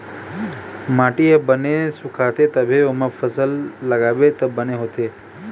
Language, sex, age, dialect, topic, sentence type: Chhattisgarhi, male, 18-24, Eastern, agriculture, statement